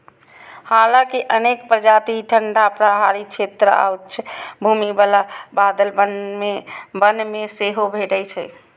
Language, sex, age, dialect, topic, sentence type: Maithili, female, 60-100, Eastern / Thethi, agriculture, statement